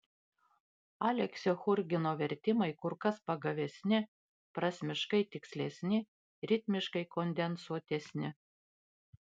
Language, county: Lithuanian, Panevėžys